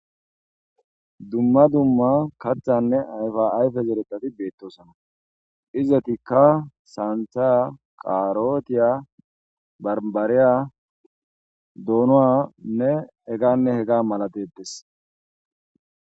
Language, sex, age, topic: Gamo, male, 18-24, agriculture